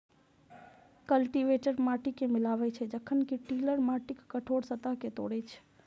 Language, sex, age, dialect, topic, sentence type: Maithili, female, 25-30, Eastern / Thethi, agriculture, statement